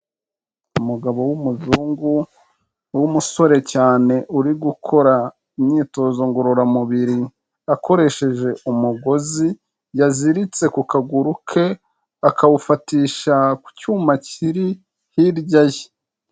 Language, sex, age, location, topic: Kinyarwanda, male, 25-35, Kigali, health